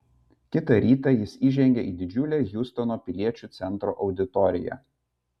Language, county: Lithuanian, Vilnius